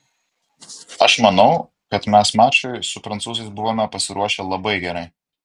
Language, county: Lithuanian, Vilnius